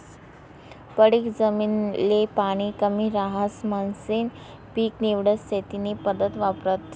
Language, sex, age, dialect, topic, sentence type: Marathi, female, 25-30, Northern Konkan, agriculture, statement